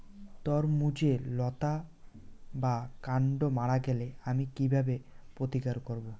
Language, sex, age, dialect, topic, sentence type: Bengali, male, 18-24, Rajbangshi, agriculture, question